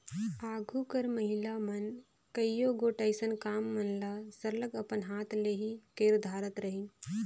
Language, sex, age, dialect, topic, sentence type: Chhattisgarhi, female, 25-30, Northern/Bhandar, agriculture, statement